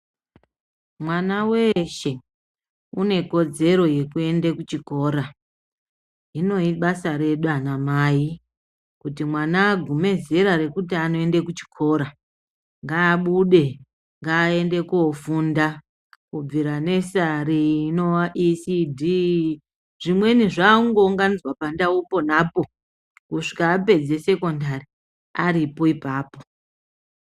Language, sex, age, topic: Ndau, female, 36-49, education